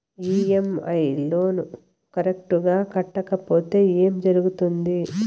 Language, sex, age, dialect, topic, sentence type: Telugu, female, 36-40, Southern, banking, question